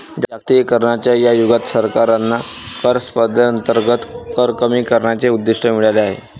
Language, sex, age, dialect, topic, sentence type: Marathi, male, 18-24, Varhadi, banking, statement